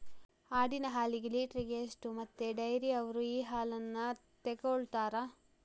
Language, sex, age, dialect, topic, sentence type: Kannada, female, 56-60, Coastal/Dakshin, agriculture, question